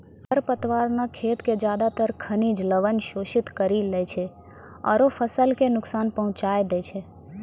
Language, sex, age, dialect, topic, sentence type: Maithili, female, 25-30, Angika, agriculture, statement